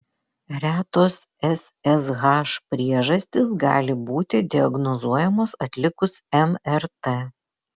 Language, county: Lithuanian, Vilnius